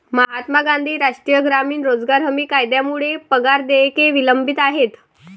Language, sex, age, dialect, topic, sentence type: Marathi, female, 18-24, Varhadi, banking, statement